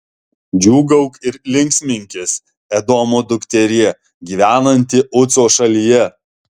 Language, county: Lithuanian, Alytus